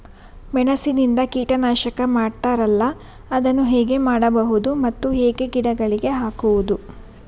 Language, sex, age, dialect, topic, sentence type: Kannada, female, 25-30, Coastal/Dakshin, agriculture, question